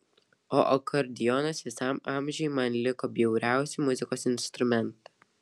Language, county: Lithuanian, Vilnius